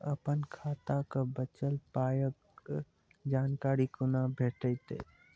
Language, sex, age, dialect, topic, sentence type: Maithili, male, 18-24, Angika, banking, question